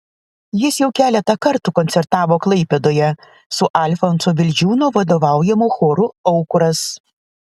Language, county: Lithuanian, Vilnius